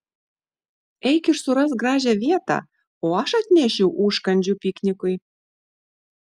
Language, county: Lithuanian, Šiauliai